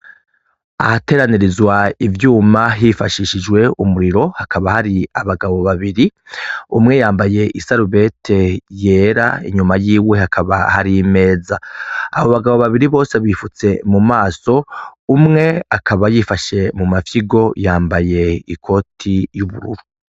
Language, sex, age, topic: Rundi, male, 36-49, education